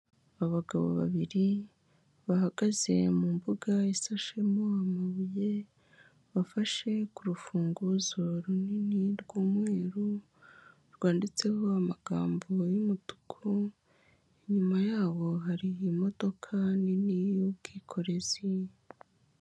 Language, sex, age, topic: Kinyarwanda, male, 18-24, finance